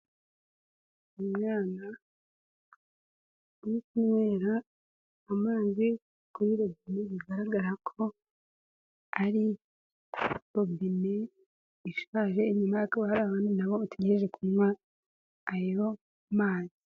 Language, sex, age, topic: Kinyarwanda, female, 18-24, health